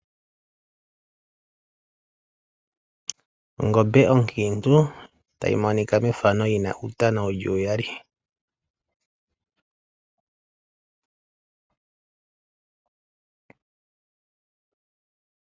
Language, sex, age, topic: Oshiwambo, male, 36-49, agriculture